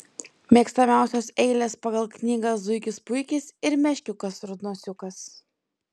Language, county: Lithuanian, Klaipėda